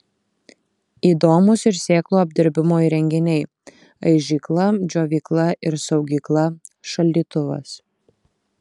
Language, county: Lithuanian, Kaunas